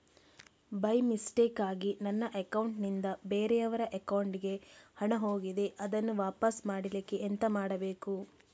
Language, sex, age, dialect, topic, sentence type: Kannada, female, 36-40, Coastal/Dakshin, banking, question